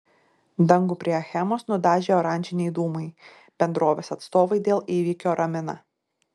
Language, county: Lithuanian, Šiauliai